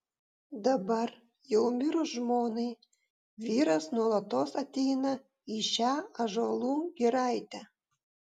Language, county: Lithuanian, Vilnius